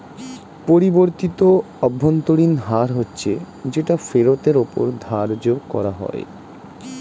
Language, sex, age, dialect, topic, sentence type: Bengali, male, 18-24, Standard Colloquial, banking, statement